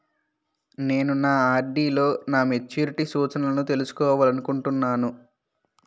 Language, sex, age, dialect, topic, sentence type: Telugu, male, 18-24, Utterandhra, banking, statement